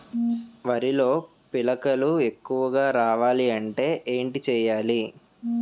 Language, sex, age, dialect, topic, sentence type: Telugu, male, 18-24, Utterandhra, agriculture, question